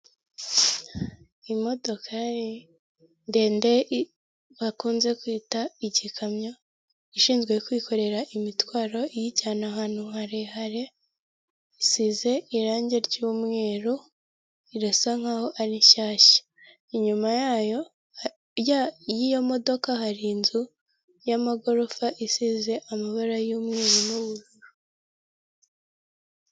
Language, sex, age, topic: Kinyarwanda, female, 18-24, finance